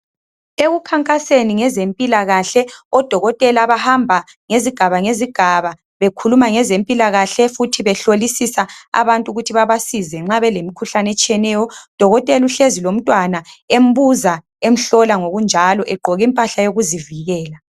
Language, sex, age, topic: North Ndebele, male, 25-35, health